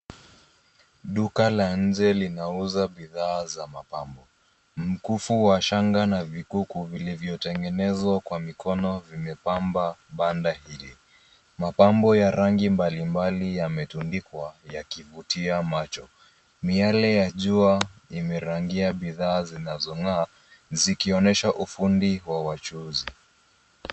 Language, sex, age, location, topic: Swahili, male, 25-35, Nairobi, finance